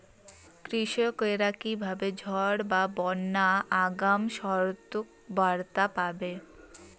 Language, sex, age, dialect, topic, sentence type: Bengali, female, 18-24, Rajbangshi, agriculture, question